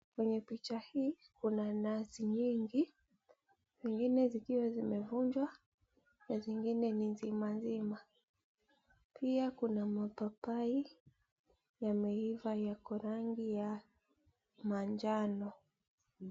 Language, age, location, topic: Swahili, 18-24, Mombasa, agriculture